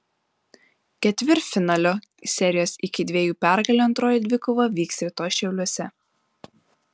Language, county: Lithuanian, Panevėžys